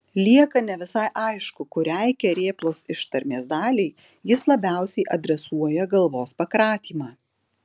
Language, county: Lithuanian, Alytus